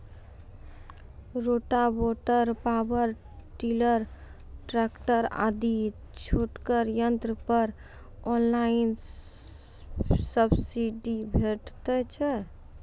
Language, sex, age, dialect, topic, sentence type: Maithili, female, 25-30, Angika, agriculture, question